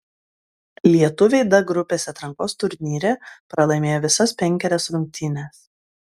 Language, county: Lithuanian, Klaipėda